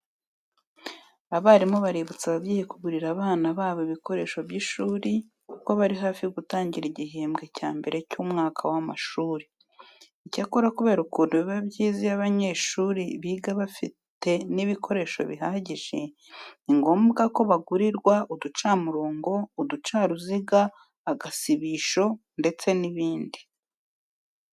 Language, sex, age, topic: Kinyarwanda, female, 36-49, education